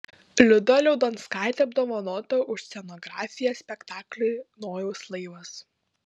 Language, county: Lithuanian, Panevėžys